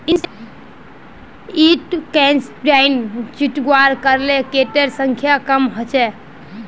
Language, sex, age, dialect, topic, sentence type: Magahi, female, 60-100, Northeastern/Surjapuri, agriculture, statement